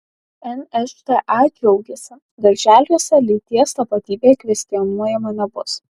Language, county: Lithuanian, Alytus